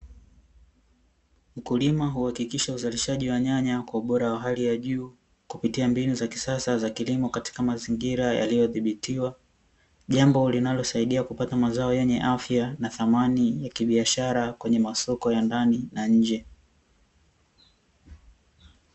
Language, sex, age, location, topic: Swahili, male, 18-24, Dar es Salaam, agriculture